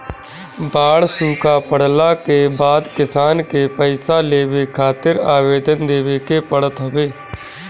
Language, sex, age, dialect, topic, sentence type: Bhojpuri, male, 31-35, Northern, agriculture, statement